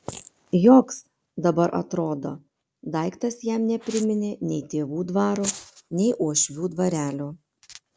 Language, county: Lithuanian, Panevėžys